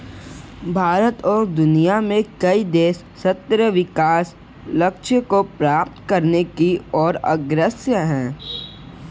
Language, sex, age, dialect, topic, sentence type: Hindi, male, 25-30, Kanauji Braj Bhasha, agriculture, statement